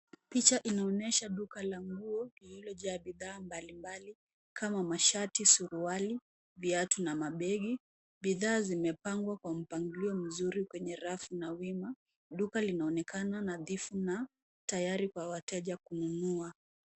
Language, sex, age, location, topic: Swahili, female, 18-24, Nairobi, finance